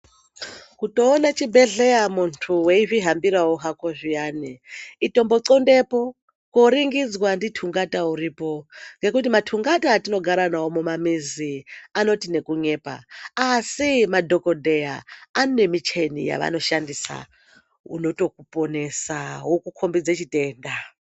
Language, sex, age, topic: Ndau, male, 18-24, health